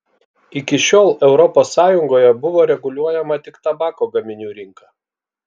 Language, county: Lithuanian, Kaunas